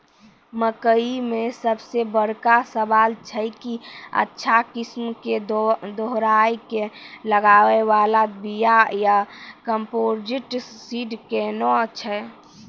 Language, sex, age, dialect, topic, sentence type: Maithili, female, 18-24, Angika, agriculture, question